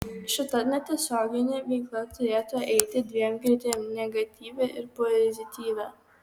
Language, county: Lithuanian, Kaunas